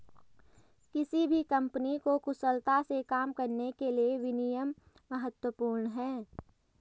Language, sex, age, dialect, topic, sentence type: Hindi, female, 18-24, Garhwali, banking, statement